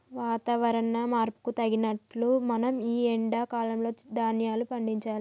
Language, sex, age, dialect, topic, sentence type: Telugu, female, 41-45, Telangana, agriculture, statement